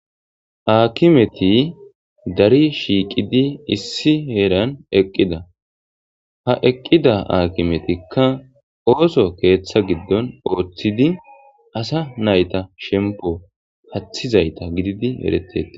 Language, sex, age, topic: Gamo, male, 18-24, government